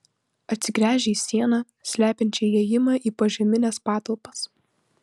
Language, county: Lithuanian, Utena